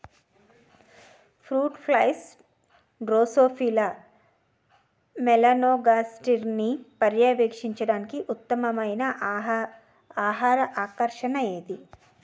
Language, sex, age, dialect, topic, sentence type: Telugu, female, 36-40, Utterandhra, agriculture, question